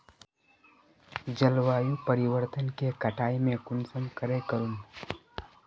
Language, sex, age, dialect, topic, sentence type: Magahi, male, 31-35, Northeastern/Surjapuri, agriculture, question